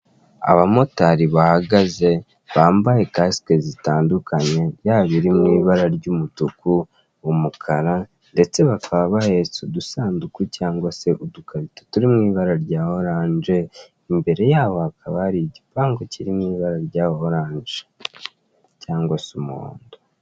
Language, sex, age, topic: Kinyarwanda, male, 18-24, finance